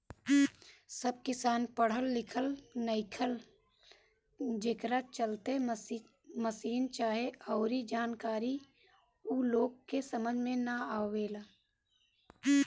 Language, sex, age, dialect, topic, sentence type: Bhojpuri, female, 25-30, Northern, agriculture, statement